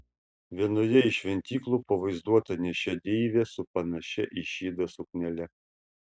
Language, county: Lithuanian, Šiauliai